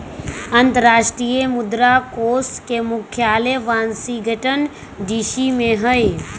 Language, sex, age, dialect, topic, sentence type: Magahi, female, 25-30, Western, banking, statement